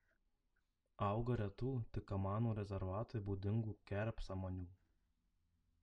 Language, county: Lithuanian, Marijampolė